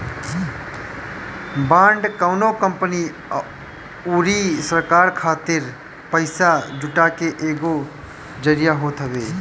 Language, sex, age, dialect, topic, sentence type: Bhojpuri, male, 25-30, Northern, banking, statement